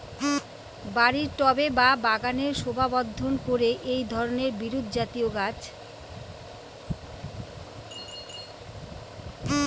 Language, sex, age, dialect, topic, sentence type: Bengali, female, 18-24, Rajbangshi, agriculture, question